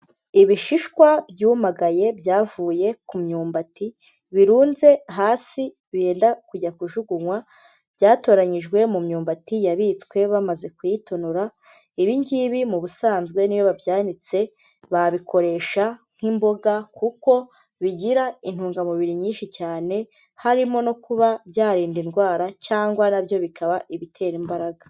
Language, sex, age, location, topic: Kinyarwanda, female, 25-35, Huye, agriculture